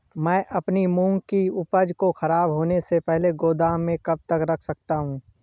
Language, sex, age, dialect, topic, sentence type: Hindi, male, 25-30, Awadhi Bundeli, agriculture, question